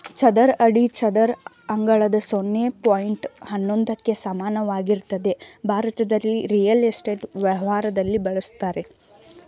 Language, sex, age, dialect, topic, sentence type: Kannada, female, 18-24, Mysore Kannada, agriculture, statement